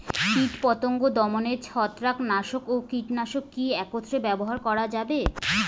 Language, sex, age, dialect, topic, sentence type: Bengali, female, 25-30, Rajbangshi, agriculture, question